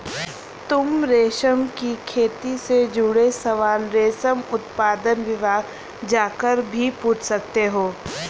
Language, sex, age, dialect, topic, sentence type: Hindi, female, 31-35, Kanauji Braj Bhasha, agriculture, statement